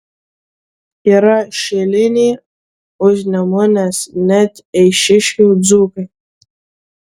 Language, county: Lithuanian, Vilnius